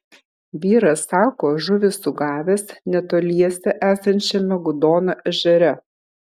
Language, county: Lithuanian, Kaunas